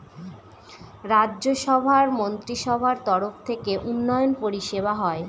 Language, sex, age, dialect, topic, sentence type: Bengali, female, 18-24, Northern/Varendri, banking, statement